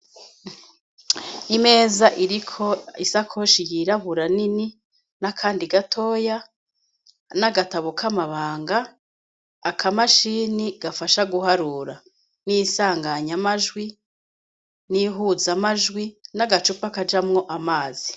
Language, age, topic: Rundi, 36-49, education